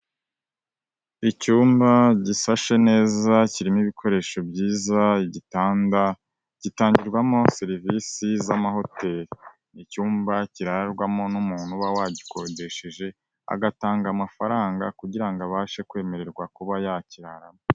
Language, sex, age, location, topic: Kinyarwanda, male, 18-24, Nyagatare, finance